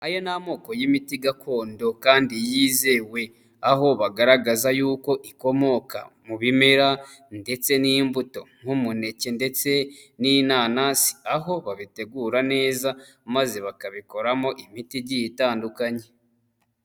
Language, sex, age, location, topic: Kinyarwanda, male, 25-35, Huye, health